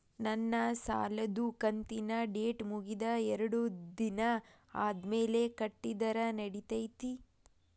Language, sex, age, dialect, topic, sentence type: Kannada, female, 31-35, Dharwad Kannada, banking, question